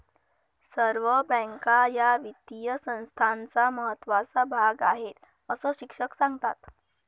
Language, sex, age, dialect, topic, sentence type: Marathi, male, 31-35, Northern Konkan, banking, statement